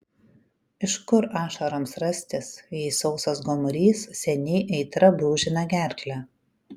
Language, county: Lithuanian, Kaunas